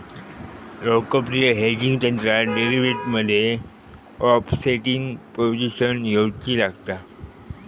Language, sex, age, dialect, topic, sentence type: Marathi, male, 25-30, Southern Konkan, banking, statement